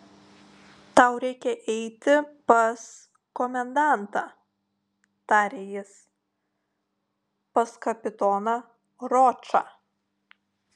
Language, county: Lithuanian, Telšiai